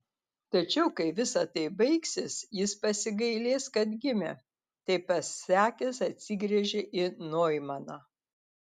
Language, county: Lithuanian, Telšiai